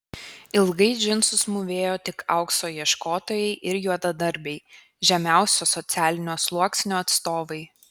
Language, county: Lithuanian, Kaunas